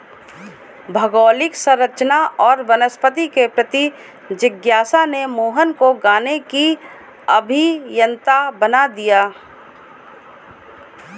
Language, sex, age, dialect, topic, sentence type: Hindi, female, 18-24, Kanauji Braj Bhasha, agriculture, statement